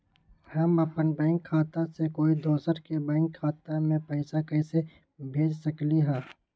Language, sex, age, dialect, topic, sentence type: Magahi, male, 18-24, Western, banking, question